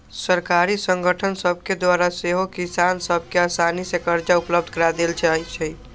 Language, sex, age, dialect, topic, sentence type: Magahi, male, 18-24, Western, agriculture, statement